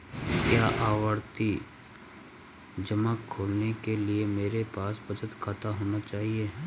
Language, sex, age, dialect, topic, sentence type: Hindi, male, 36-40, Marwari Dhudhari, banking, question